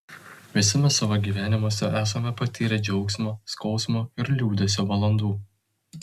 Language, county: Lithuanian, Telšiai